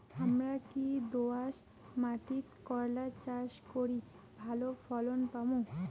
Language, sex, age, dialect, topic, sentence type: Bengali, female, 18-24, Rajbangshi, agriculture, question